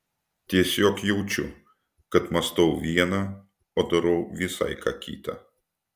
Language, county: Lithuanian, Utena